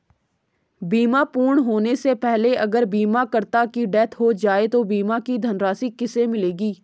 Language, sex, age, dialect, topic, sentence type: Hindi, female, 18-24, Garhwali, banking, question